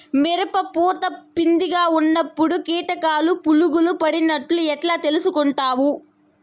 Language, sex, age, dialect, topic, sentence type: Telugu, female, 25-30, Southern, agriculture, question